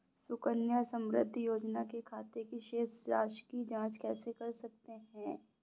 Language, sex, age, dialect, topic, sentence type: Hindi, female, 25-30, Awadhi Bundeli, banking, question